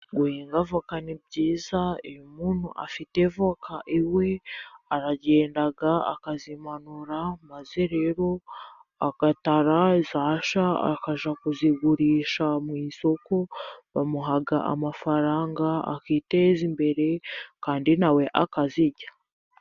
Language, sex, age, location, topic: Kinyarwanda, female, 18-24, Musanze, agriculture